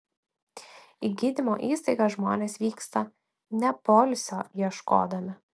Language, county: Lithuanian, Klaipėda